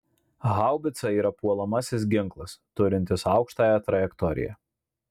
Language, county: Lithuanian, Marijampolė